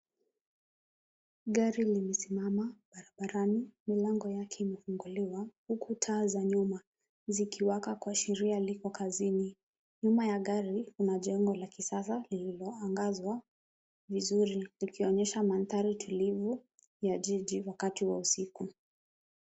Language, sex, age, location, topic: Swahili, female, 18-24, Kisumu, finance